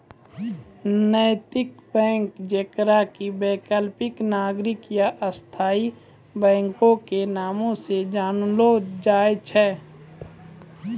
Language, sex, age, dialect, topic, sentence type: Maithili, male, 25-30, Angika, banking, statement